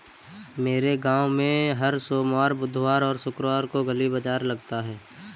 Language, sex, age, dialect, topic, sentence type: Hindi, male, 18-24, Kanauji Braj Bhasha, agriculture, statement